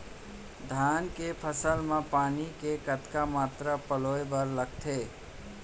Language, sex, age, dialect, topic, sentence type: Chhattisgarhi, male, 41-45, Central, agriculture, question